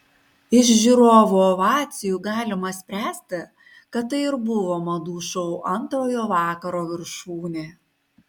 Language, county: Lithuanian, Kaunas